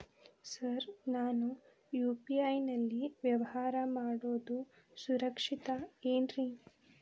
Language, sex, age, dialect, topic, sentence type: Kannada, female, 25-30, Dharwad Kannada, banking, question